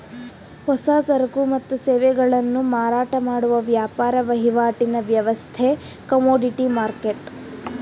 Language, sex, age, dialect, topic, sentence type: Kannada, female, 18-24, Mysore Kannada, banking, statement